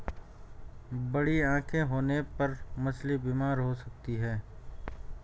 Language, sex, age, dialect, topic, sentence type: Hindi, male, 51-55, Garhwali, agriculture, statement